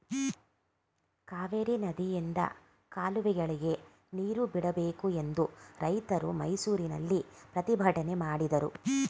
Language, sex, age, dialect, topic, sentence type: Kannada, female, 46-50, Mysore Kannada, agriculture, statement